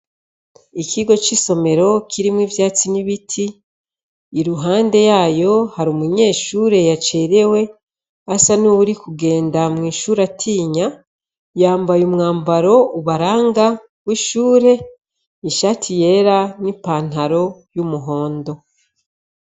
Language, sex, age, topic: Rundi, female, 36-49, education